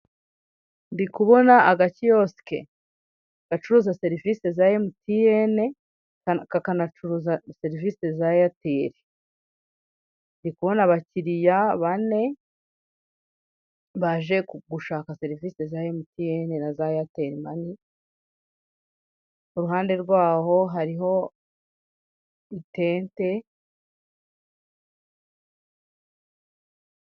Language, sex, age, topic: Kinyarwanda, female, 36-49, finance